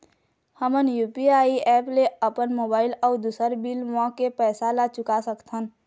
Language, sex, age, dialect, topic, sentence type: Chhattisgarhi, female, 18-24, Eastern, banking, statement